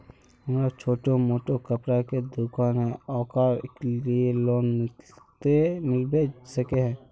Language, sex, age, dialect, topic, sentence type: Magahi, male, 51-55, Northeastern/Surjapuri, banking, question